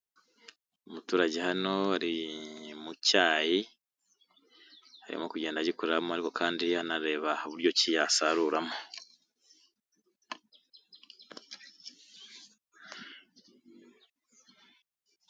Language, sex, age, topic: Kinyarwanda, male, 25-35, agriculture